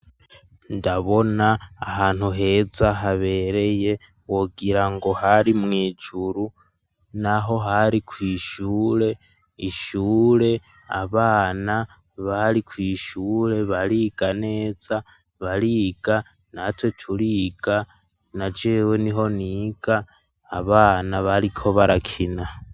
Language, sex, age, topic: Rundi, male, 18-24, education